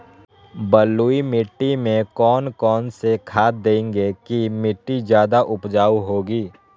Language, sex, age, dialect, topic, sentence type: Magahi, male, 18-24, Western, agriculture, question